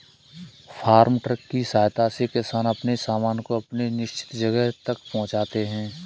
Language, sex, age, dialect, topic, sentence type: Hindi, male, 25-30, Kanauji Braj Bhasha, agriculture, statement